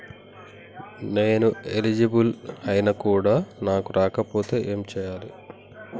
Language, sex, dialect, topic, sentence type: Telugu, male, Telangana, banking, question